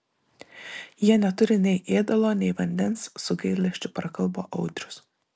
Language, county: Lithuanian, Vilnius